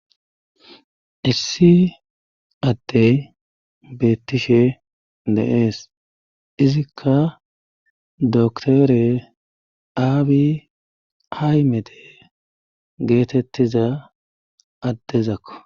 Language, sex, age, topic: Gamo, male, 36-49, government